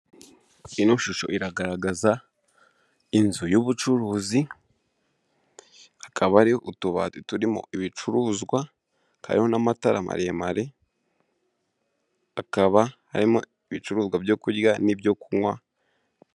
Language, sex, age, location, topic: Kinyarwanda, male, 18-24, Kigali, finance